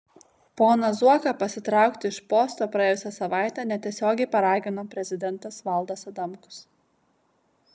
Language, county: Lithuanian, Vilnius